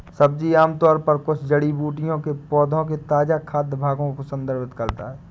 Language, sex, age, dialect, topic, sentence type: Hindi, male, 25-30, Awadhi Bundeli, agriculture, statement